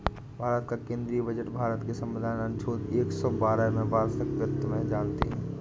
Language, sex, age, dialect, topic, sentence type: Hindi, male, 25-30, Awadhi Bundeli, banking, statement